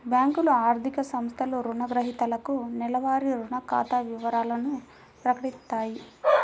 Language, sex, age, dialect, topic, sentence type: Telugu, female, 56-60, Central/Coastal, banking, statement